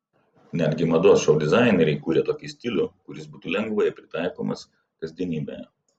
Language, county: Lithuanian, Vilnius